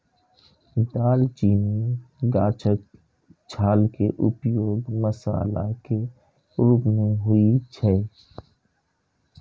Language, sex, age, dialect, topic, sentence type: Maithili, male, 25-30, Eastern / Thethi, agriculture, statement